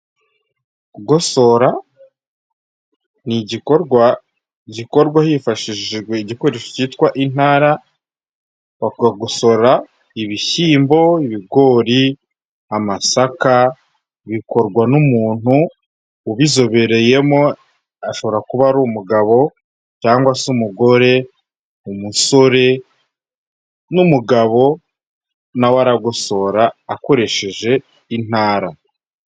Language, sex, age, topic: Kinyarwanda, male, 25-35, government